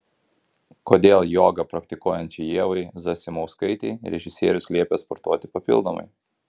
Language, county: Lithuanian, Kaunas